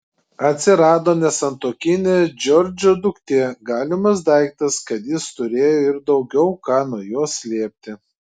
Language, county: Lithuanian, Klaipėda